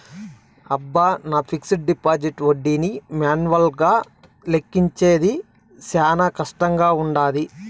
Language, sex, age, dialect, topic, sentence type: Telugu, male, 31-35, Southern, banking, statement